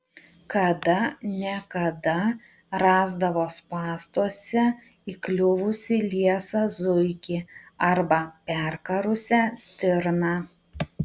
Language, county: Lithuanian, Utena